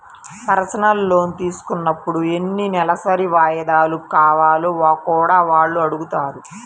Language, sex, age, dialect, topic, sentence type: Telugu, female, 25-30, Central/Coastal, banking, statement